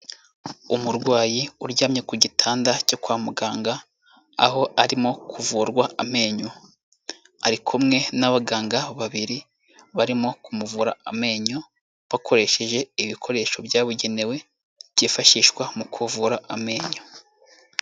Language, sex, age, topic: Kinyarwanda, male, 18-24, health